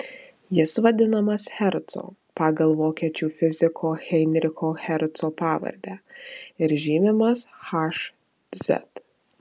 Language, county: Lithuanian, Marijampolė